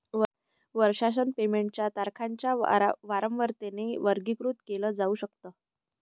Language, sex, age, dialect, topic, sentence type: Marathi, female, 18-24, Northern Konkan, banking, statement